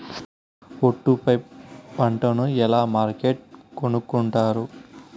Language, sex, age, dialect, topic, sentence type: Telugu, male, 25-30, Southern, agriculture, question